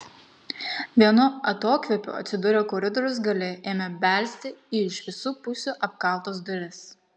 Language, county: Lithuanian, Kaunas